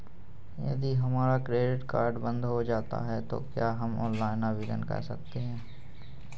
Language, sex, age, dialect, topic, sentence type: Hindi, male, 18-24, Awadhi Bundeli, banking, question